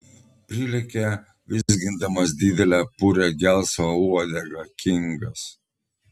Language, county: Lithuanian, Telšiai